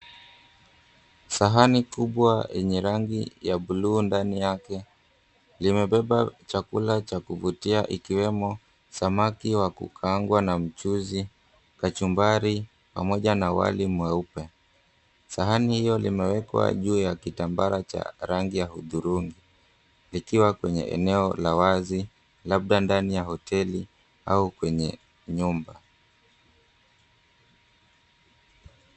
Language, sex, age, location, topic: Swahili, male, 18-24, Mombasa, agriculture